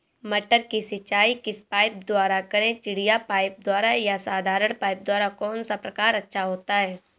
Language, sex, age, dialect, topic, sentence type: Hindi, female, 18-24, Awadhi Bundeli, agriculture, question